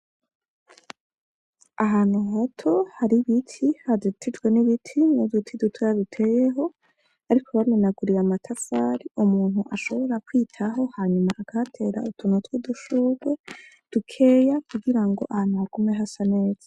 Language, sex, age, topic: Rundi, female, 18-24, agriculture